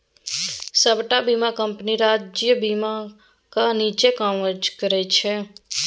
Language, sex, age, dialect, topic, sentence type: Maithili, female, 18-24, Bajjika, banking, statement